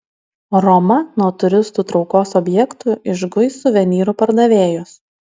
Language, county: Lithuanian, Alytus